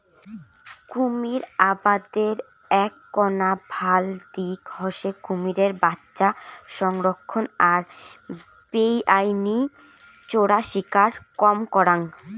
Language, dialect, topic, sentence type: Bengali, Rajbangshi, agriculture, statement